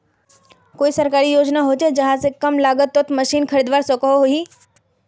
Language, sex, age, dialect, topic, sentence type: Magahi, female, 56-60, Northeastern/Surjapuri, agriculture, question